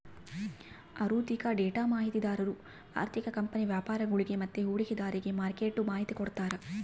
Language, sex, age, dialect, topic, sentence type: Kannada, female, 18-24, Central, banking, statement